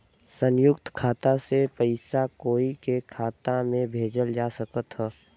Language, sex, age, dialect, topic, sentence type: Bhojpuri, female, 18-24, Western, banking, question